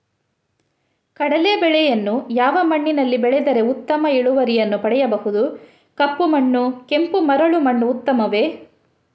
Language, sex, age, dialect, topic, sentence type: Kannada, female, 31-35, Coastal/Dakshin, agriculture, question